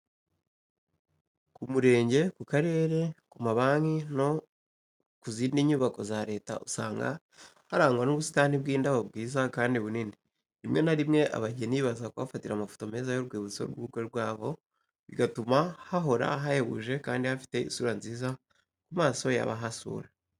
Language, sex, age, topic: Kinyarwanda, male, 18-24, education